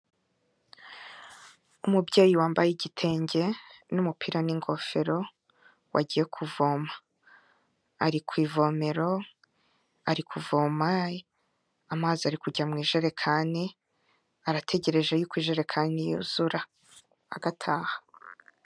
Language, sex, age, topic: Kinyarwanda, female, 25-35, health